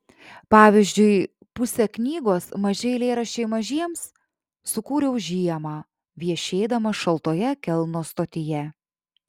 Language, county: Lithuanian, Šiauliai